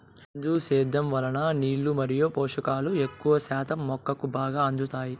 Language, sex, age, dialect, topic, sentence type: Telugu, male, 18-24, Southern, agriculture, statement